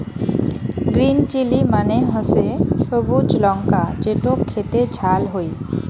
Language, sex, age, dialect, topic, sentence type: Bengali, female, 25-30, Rajbangshi, agriculture, statement